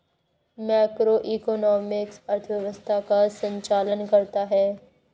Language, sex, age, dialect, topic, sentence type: Hindi, female, 51-55, Hindustani Malvi Khadi Boli, banking, statement